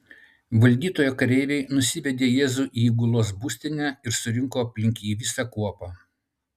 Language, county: Lithuanian, Utena